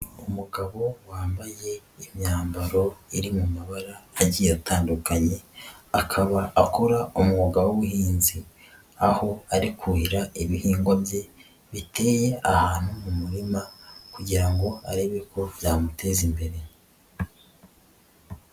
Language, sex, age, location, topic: Kinyarwanda, female, 18-24, Nyagatare, agriculture